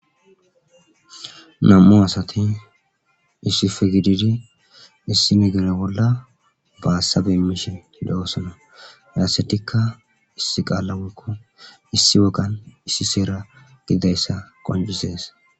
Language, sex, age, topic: Gamo, male, 25-35, government